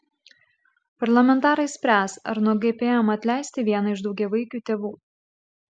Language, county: Lithuanian, Klaipėda